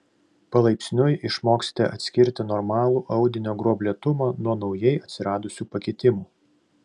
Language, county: Lithuanian, Vilnius